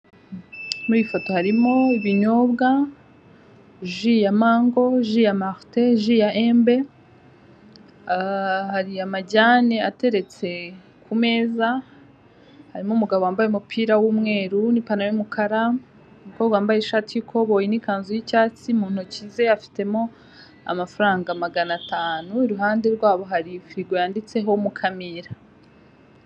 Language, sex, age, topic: Kinyarwanda, female, 25-35, finance